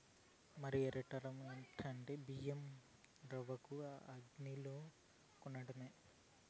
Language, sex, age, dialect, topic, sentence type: Telugu, male, 31-35, Southern, agriculture, statement